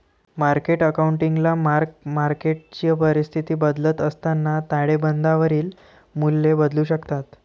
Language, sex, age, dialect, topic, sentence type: Marathi, male, 18-24, Varhadi, banking, statement